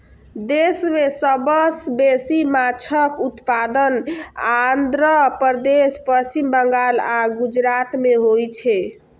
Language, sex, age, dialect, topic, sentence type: Maithili, female, 25-30, Eastern / Thethi, agriculture, statement